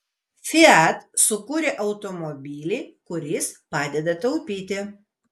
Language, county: Lithuanian, Vilnius